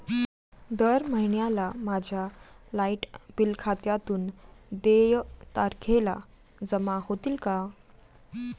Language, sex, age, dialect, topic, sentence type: Marathi, female, 18-24, Standard Marathi, banking, question